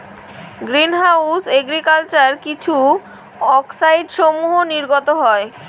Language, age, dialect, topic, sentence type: Bengali, 18-24, Rajbangshi, agriculture, question